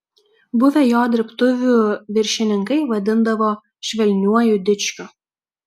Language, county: Lithuanian, Kaunas